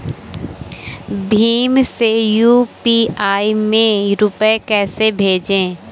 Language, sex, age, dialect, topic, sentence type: Hindi, female, 18-24, Awadhi Bundeli, banking, question